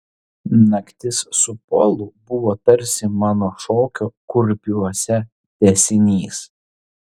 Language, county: Lithuanian, Vilnius